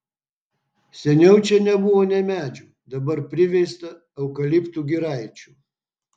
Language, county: Lithuanian, Vilnius